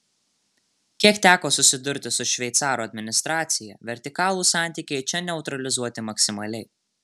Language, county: Lithuanian, Marijampolė